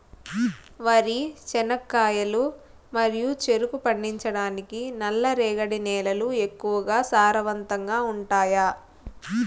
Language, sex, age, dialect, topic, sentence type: Telugu, female, 18-24, Southern, agriculture, question